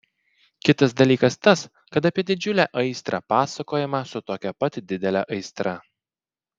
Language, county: Lithuanian, Klaipėda